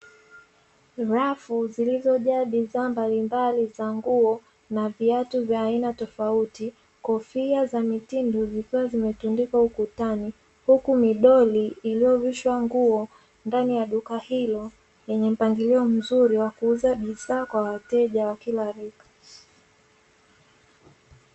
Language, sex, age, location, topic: Swahili, female, 18-24, Dar es Salaam, finance